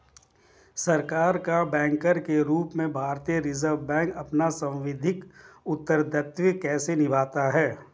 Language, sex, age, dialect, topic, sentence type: Hindi, male, 36-40, Hindustani Malvi Khadi Boli, banking, question